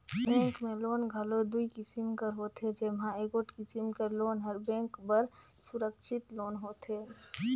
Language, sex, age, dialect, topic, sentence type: Chhattisgarhi, female, 41-45, Northern/Bhandar, banking, statement